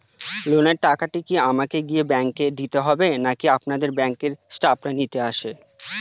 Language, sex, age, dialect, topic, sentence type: Bengali, male, 25-30, Northern/Varendri, banking, question